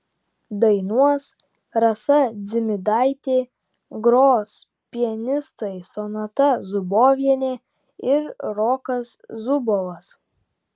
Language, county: Lithuanian, Vilnius